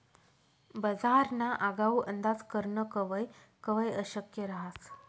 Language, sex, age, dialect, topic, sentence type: Marathi, female, 25-30, Northern Konkan, banking, statement